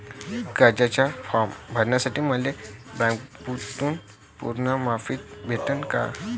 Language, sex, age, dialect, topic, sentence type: Marathi, male, 18-24, Varhadi, banking, question